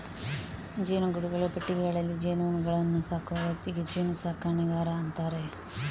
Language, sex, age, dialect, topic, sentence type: Kannada, female, 18-24, Coastal/Dakshin, agriculture, statement